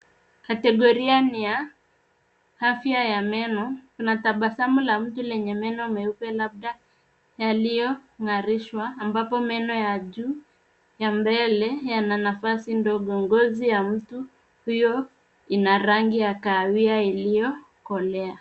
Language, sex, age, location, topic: Swahili, female, 25-35, Nairobi, health